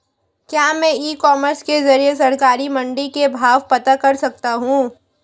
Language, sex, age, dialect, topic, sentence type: Hindi, female, 18-24, Marwari Dhudhari, agriculture, question